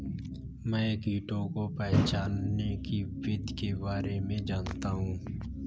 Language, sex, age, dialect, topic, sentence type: Hindi, male, 18-24, Kanauji Braj Bhasha, agriculture, statement